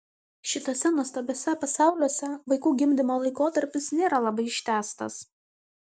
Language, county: Lithuanian, Kaunas